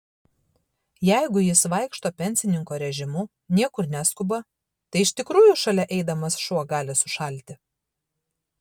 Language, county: Lithuanian, Šiauliai